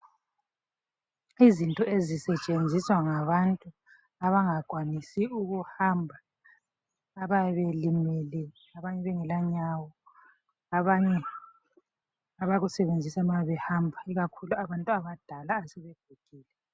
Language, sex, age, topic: North Ndebele, female, 36-49, health